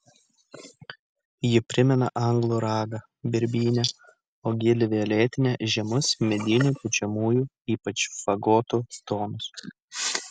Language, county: Lithuanian, Utena